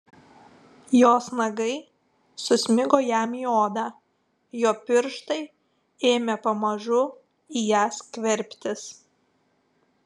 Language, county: Lithuanian, Telšiai